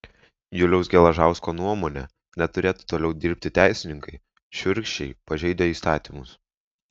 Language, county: Lithuanian, Vilnius